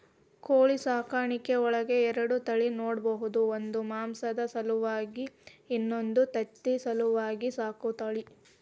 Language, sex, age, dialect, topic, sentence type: Kannada, female, 18-24, Dharwad Kannada, agriculture, statement